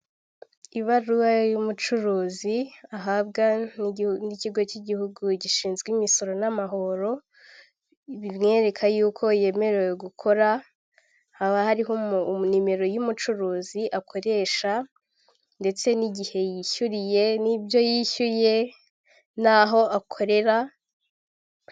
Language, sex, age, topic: Kinyarwanda, female, 18-24, finance